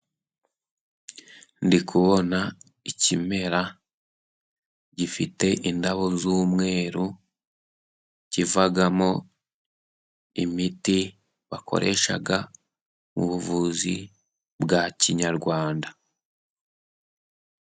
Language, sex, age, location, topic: Kinyarwanda, male, 18-24, Musanze, health